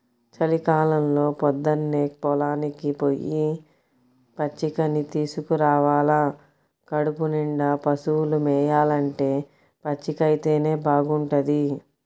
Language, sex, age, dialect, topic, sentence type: Telugu, female, 56-60, Central/Coastal, agriculture, statement